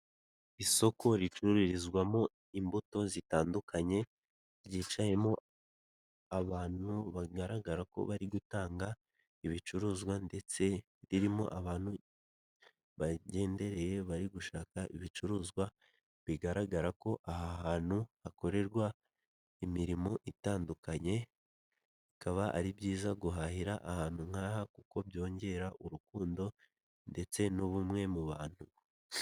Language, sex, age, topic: Kinyarwanda, male, 18-24, finance